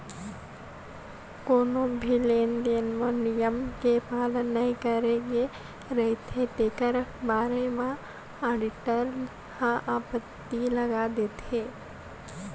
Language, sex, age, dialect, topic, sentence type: Chhattisgarhi, female, 56-60, Eastern, banking, statement